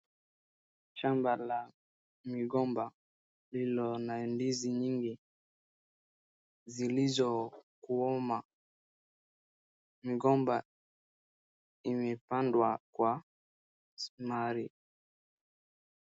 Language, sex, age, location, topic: Swahili, male, 36-49, Wajir, agriculture